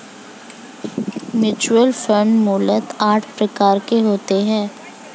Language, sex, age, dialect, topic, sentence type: Hindi, female, 25-30, Hindustani Malvi Khadi Boli, banking, statement